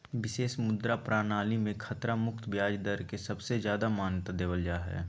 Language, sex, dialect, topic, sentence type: Magahi, male, Southern, banking, statement